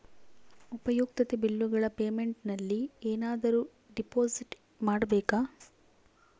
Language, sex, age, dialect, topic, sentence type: Kannada, female, 18-24, Central, banking, question